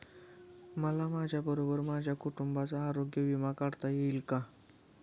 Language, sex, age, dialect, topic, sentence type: Marathi, male, 18-24, Standard Marathi, banking, question